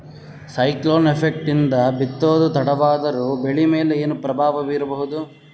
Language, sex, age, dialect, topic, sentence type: Kannada, male, 18-24, Northeastern, agriculture, question